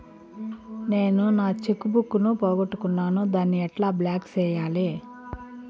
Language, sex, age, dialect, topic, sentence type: Telugu, female, 41-45, Southern, banking, question